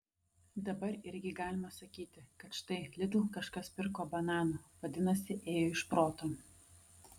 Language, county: Lithuanian, Vilnius